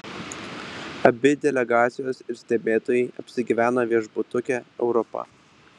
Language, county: Lithuanian, Vilnius